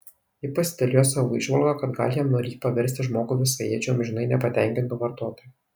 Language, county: Lithuanian, Kaunas